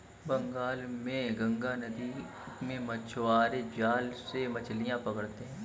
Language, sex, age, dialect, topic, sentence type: Hindi, male, 25-30, Kanauji Braj Bhasha, agriculture, statement